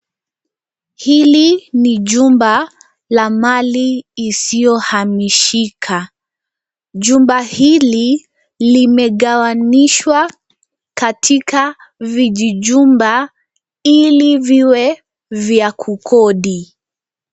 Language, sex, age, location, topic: Swahili, female, 25-35, Nairobi, finance